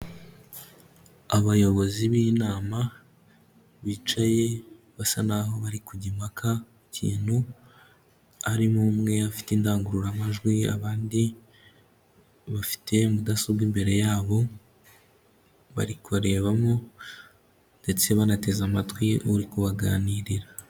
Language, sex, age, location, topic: Kinyarwanda, male, 18-24, Kigali, health